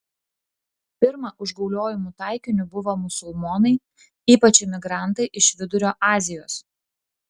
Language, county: Lithuanian, Klaipėda